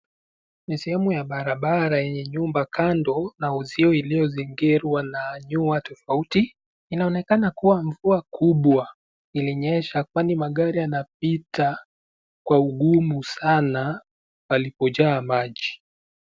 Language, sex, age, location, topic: Swahili, male, 18-24, Nakuru, health